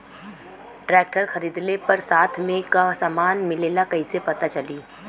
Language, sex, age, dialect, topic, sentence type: Bhojpuri, female, 25-30, Western, agriculture, question